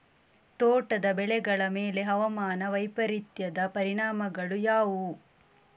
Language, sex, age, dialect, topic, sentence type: Kannada, female, 18-24, Coastal/Dakshin, agriculture, question